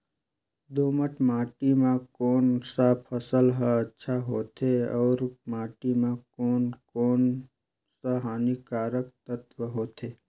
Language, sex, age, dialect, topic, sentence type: Chhattisgarhi, male, 25-30, Northern/Bhandar, agriculture, question